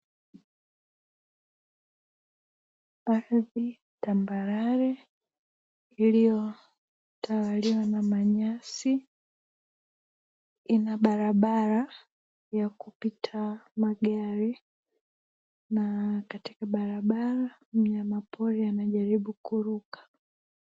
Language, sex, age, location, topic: Swahili, female, 18-24, Dar es Salaam, agriculture